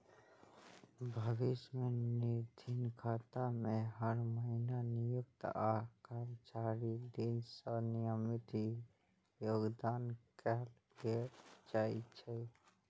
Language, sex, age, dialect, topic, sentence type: Maithili, male, 56-60, Eastern / Thethi, banking, statement